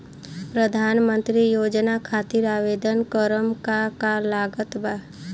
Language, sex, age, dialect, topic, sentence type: Bhojpuri, female, 25-30, Southern / Standard, banking, question